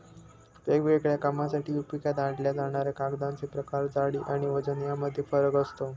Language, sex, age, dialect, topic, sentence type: Marathi, male, 25-30, Northern Konkan, agriculture, statement